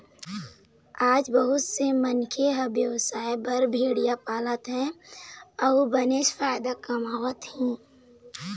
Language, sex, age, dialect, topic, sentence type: Chhattisgarhi, female, 18-24, Eastern, agriculture, statement